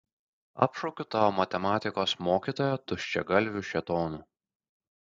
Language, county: Lithuanian, Kaunas